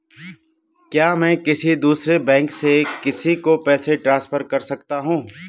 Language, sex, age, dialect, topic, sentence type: Hindi, male, 36-40, Garhwali, banking, statement